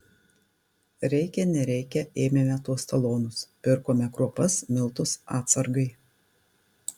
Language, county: Lithuanian, Tauragė